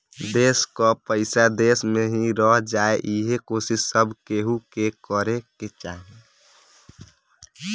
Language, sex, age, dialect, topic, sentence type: Bhojpuri, male, <18, Northern, banking, statement